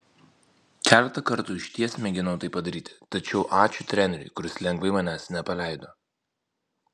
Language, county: Lithuanian, Vilnius